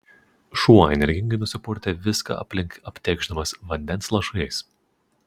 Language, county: Lithuanian, Utena